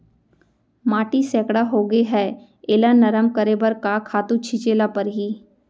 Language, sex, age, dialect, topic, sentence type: Chhattisgarhi, female, 25-30, Central, agriculture, question